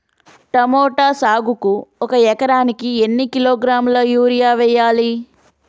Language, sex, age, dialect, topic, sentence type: Telugu, female, 25-30, Telangana, agriculture, question